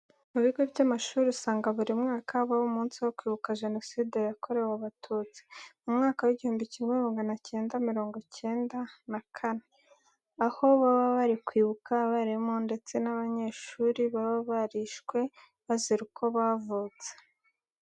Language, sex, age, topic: Kinyarwanda, female, 18-24, education